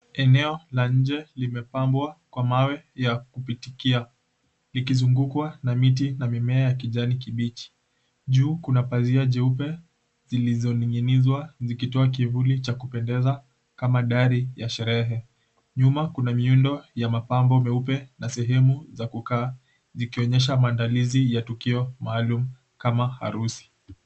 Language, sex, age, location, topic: Swahili, male, 18-24, Mombasa, government